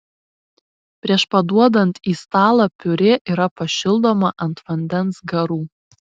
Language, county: Lithuanian, Šiauliai